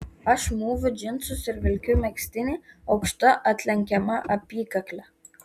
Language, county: Lithuanian, Kaunas